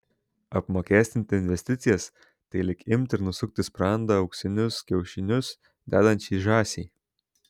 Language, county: Lithuanian, Šiauliai